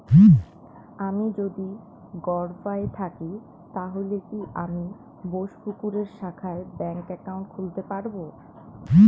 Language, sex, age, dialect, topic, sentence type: Bengali, female, 18-24, Standard Colloquial, banking, question